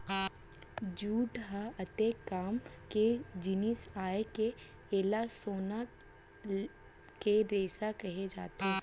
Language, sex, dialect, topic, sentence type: Chhattisgarhi, female, Central, agriculture, statement